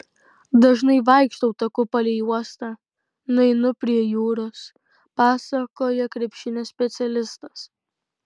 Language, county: Lithuanian, Kaunas